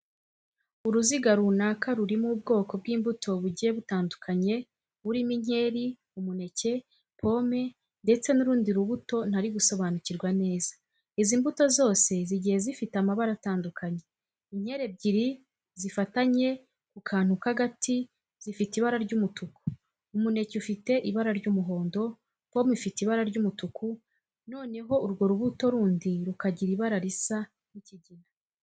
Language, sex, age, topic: Kinyarwanda, female, 25-35, education